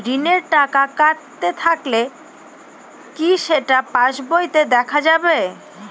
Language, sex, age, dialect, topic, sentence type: Bengali, female, 18-24, Northern/Varendri, banking, question